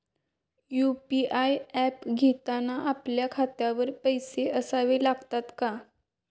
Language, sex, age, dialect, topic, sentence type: Marathi, female, 18-24, Standard Marathi, banking, question